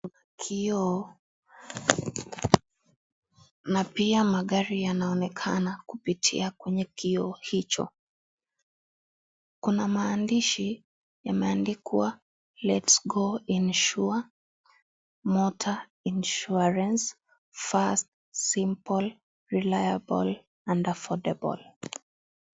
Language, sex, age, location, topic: Swahili, female, 25-35, Kisii, finance